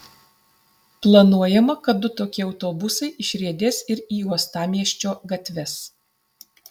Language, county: Lithuanian, Utena